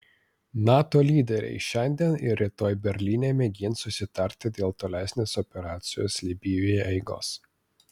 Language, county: Lithuanian, Vilnius